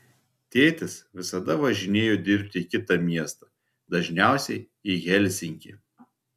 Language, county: Lithuanian, Telšiai